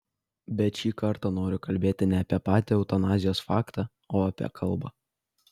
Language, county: Lithuanian, Kaunas